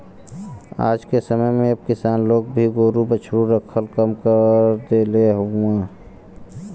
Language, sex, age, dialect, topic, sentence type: Bhojpuri, male, 25-30, Western, agriculture, statement